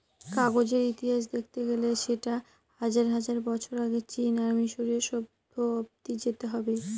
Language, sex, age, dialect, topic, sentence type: Bengali, female, 18-24, Northern/Varendri, agriculture, statement